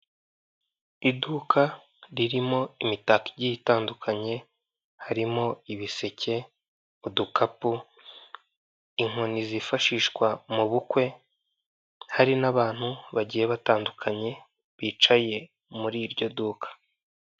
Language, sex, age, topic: Kinyarwanda, male, 18-24, finance